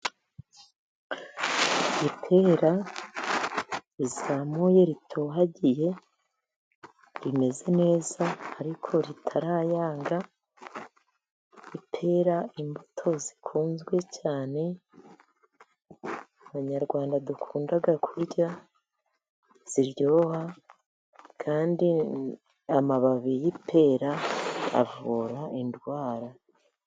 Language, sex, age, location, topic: Kinyarwanda, female, 50+, Musanze, agriculture